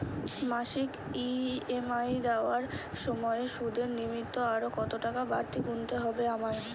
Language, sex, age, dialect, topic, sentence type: Bengali, female, 25-30, Northern/Varendri, banking, question